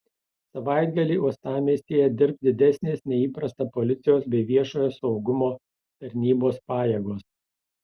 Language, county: Lithuanian, Tauragė